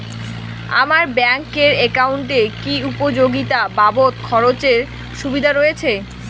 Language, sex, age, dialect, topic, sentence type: Bengali, female, 18-24, Rajbangshi, banking, question